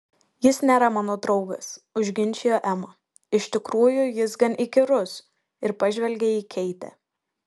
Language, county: Lithuanian, Šiauliai